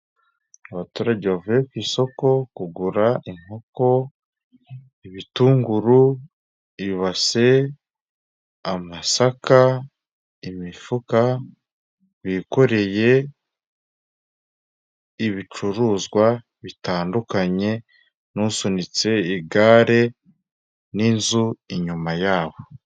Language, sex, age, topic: Kinyarwanda, male, 25-35, agriculture